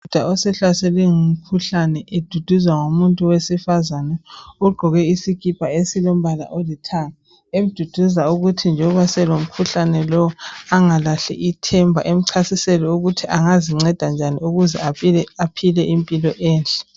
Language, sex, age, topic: North Ndebele, female, 25-35, health